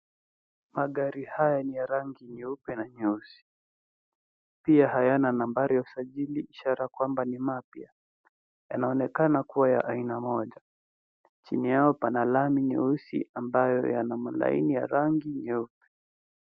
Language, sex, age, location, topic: Swahili, male, 18-24, Nairobi, finance